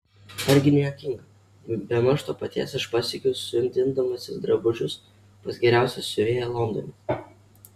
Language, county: Lithuanian, Kaunas